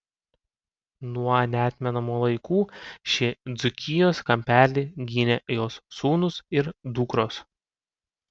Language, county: Lithuanian, Panevėžys